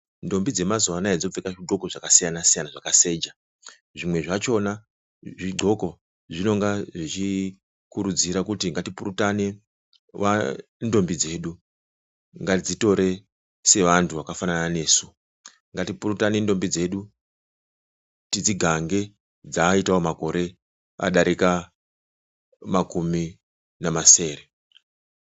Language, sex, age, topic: Ndau, male, 36-49, health